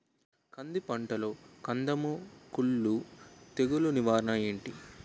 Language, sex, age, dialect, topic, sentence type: Telugu, male, 18-24, Utterandhra, agriculture, question